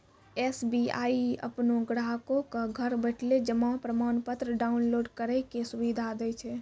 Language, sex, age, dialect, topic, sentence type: Maithili, female, 46-50, Angika, banking, statement